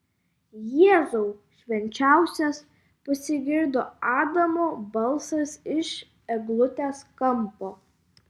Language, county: Lithuanian, Vilnius